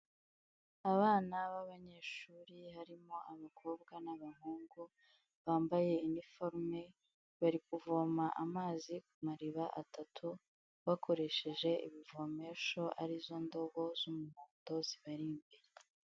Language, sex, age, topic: Kinyarwanda, female, 18-24, health